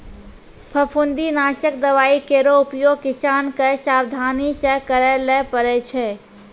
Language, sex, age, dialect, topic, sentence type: Maithili, female, 18-24, Angika, agriculture, statement